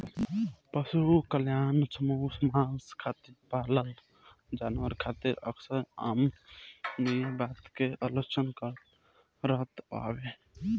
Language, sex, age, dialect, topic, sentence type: Bhojpuri, male, <18, Southern / Standard, agriculture, statement